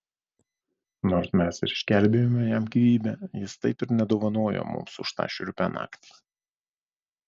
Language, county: Lithuanian, Vilnius